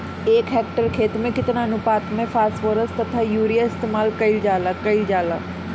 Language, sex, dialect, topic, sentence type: Bhojpuri, female, Northern, agriculture, question